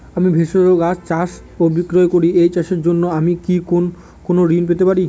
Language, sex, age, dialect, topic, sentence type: Bengali, male, 18-24, Northern/Varendri, banking, question